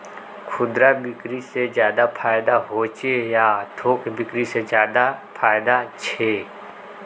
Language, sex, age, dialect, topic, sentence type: Magahi, male, 18-24, Northeastern/Surjapuri, agriculture, question